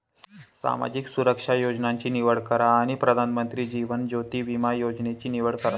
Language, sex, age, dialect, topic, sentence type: Marathi, male, 25-30, Northern Konkan, banking, statement